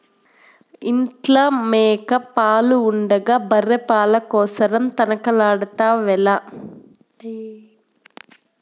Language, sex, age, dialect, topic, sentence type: Telugu, female, 18-24, Southern, agriculture, statement